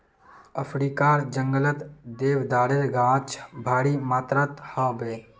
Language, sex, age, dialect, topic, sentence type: Magahi, female, 56-60, Northeastern/Surjapuri, agriculture, statement